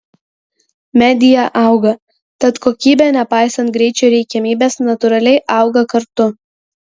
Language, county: Lithuanian, Kaunas